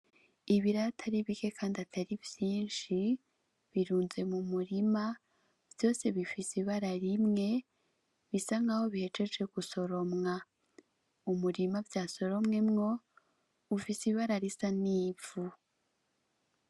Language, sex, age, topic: Rundi, female, 25-35, agriculture